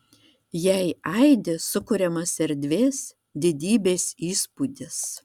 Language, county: Lithuanian, Vilnius